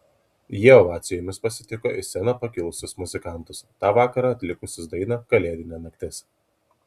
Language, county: Lithuanian, Kaunas